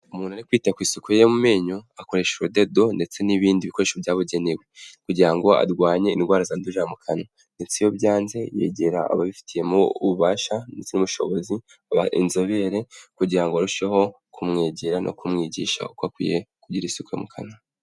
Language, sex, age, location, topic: Kinyarwanda, male, 18-24, Kigali, health